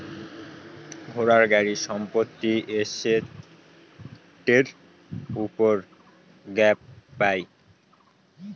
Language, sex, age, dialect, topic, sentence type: Bengali, male, 18-24, Northern/Varendri, banking, statement